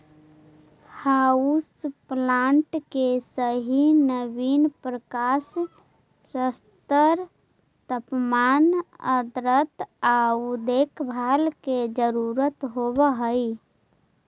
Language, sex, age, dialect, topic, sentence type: Magahi, female, 18-24, Central/Standard, agriculture, statement